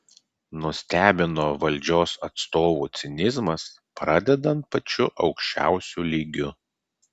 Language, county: Lithuanian, Klaipėda